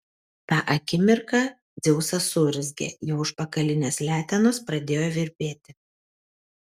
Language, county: Lithuanian, Kaunas